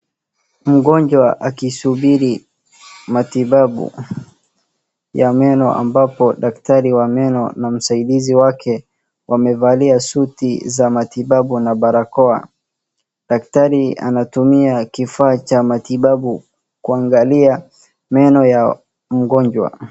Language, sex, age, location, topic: Swahili, male, 36-49, Wajir, health